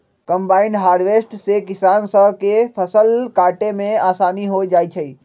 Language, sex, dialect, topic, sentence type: Magahi, male, Western, agriculture, statement